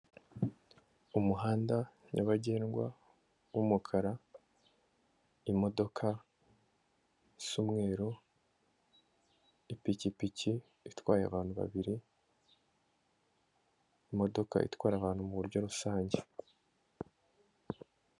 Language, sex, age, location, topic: Kinyarwanda, male, 18-24, Kigali, government